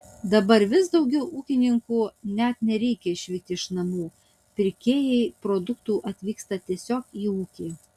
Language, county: Lithuanian, Utena